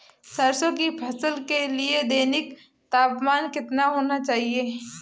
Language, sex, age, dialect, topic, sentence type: Hindi, female, 18-24, Marwari Dhudhari, agriculture, question